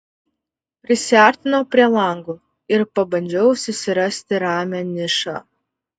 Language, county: Lithuanian, Vilnius